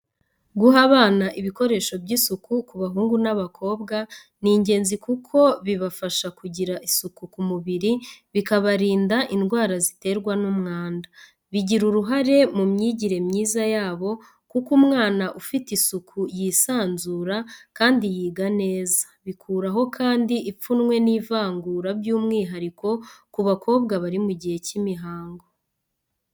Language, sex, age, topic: Kinyarwanda, female, 25-35, education